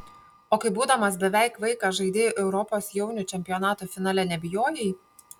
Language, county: Lithuanian, Panevėžys